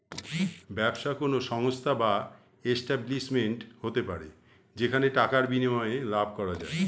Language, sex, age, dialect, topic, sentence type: Bengali, male, 51-55, Standard Colloquial, banking, statement